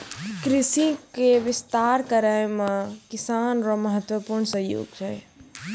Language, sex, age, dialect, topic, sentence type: Maithili, female, 25-30, Angika, agriculture, statement